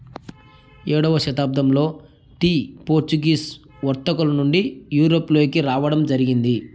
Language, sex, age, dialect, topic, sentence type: Telugu, male, 31-35, Southern, agriculture, statement